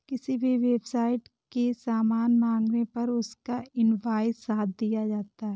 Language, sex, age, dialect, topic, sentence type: Hindi, female, 18-24, Awadhi Bundeli, banking, statement